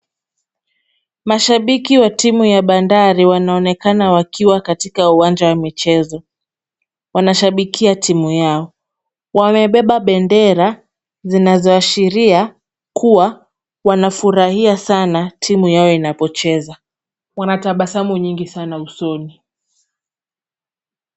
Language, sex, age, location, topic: Swahili, female, 25-35, Kisumu, government